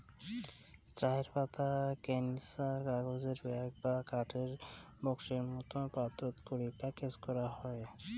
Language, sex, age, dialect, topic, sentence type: Bengali, male, 18-24, Rajbangshi, agriculture, statement